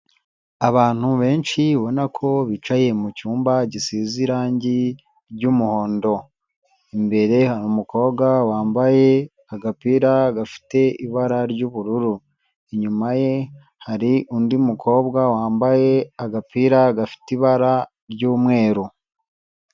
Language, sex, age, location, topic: Kinyarwanda, male, 25-35, Nyagatare, health